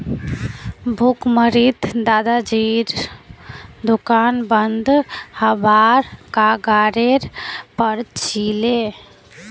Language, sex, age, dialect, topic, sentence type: Magahi, female, 18-24, Northeastern/Surjapuri, banking, statement